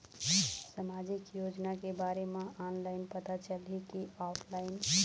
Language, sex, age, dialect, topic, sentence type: Chhattisgarhi, female, 31-35, Eastern, banking, question